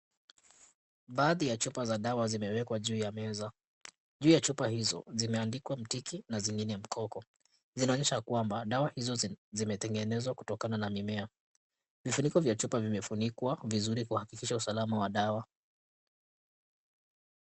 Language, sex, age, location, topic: Swahili, male, 18-24, Kisumu, health